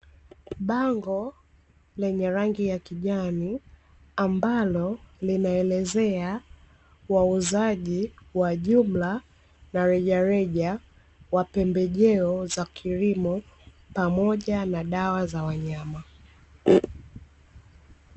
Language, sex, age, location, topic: Swahili, female, 25-35, Dar es Salaam, agriculture